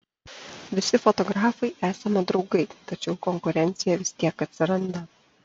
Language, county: Lithuanian, Panevėžys